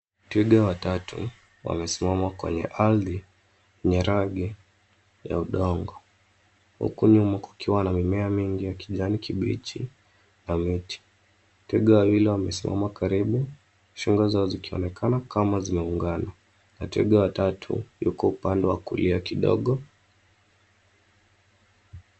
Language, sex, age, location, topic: Swahili, male, 25-35, Nairobi, government